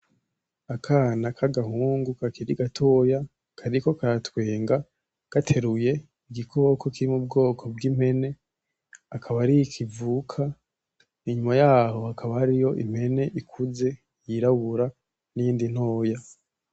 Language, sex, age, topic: Rundi, male, 18-24, agriculture